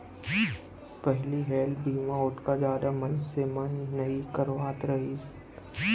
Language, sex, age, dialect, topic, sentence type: Chhattisgarhi, male, 18-24, Central, banking, statement